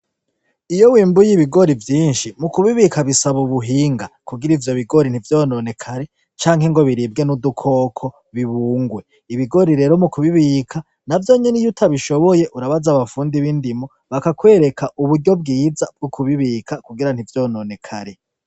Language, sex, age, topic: Rundi, male, 36-49, agriculture